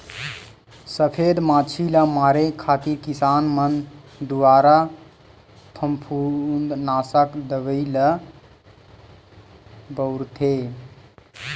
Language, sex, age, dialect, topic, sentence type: Chhattisgarhi, male, 18-24, Western/Budati/Khatahi, agriculture, statement